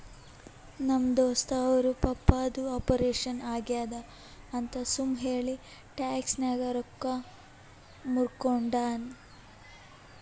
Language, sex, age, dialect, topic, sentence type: Kannada, female, 18-24, Northeastern, banking, statement